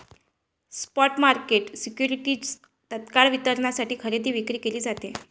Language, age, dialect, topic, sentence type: Marathi, 25-30, Varhadi, banking, statement